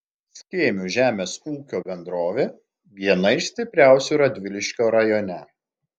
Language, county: Lithuanian, Klaipėda